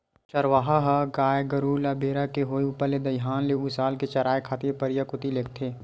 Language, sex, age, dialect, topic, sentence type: Chhattisgarhi, male, 18-24, Western/Budati/Khatahi, agriculture, statement